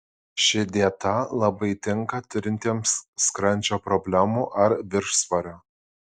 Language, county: Lithuanian, Šiauliai